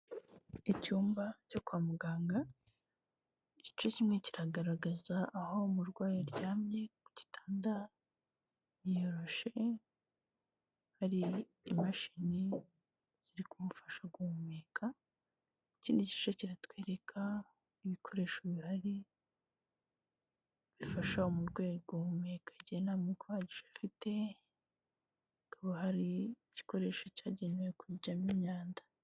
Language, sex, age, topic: Kinyarwanda, female, 18-24, health